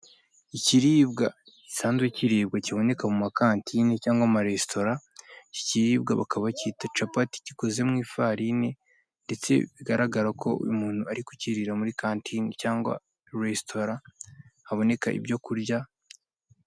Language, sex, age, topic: Kinyarwanda, male, 18-24, finance